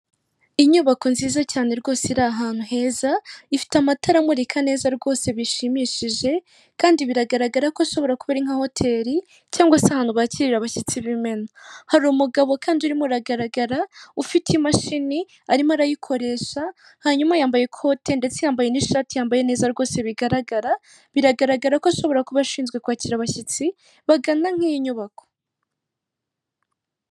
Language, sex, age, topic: Kinyarwanda, female, 36-49, finance